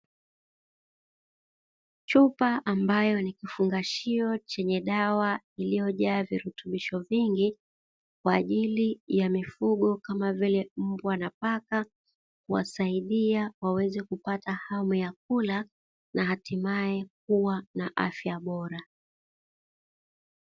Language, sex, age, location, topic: Swahili, female, 36-49, Dar es Salaam, agriculture